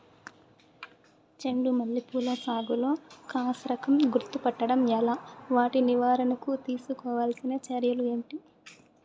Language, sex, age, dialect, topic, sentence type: Telugu, male, 18-24, Southern, agriculture, question